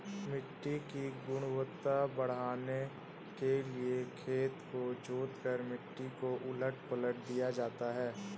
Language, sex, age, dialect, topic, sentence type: Hindi, male, 18-24, Hindustani Malvi Khadi Boli, agriculture, statement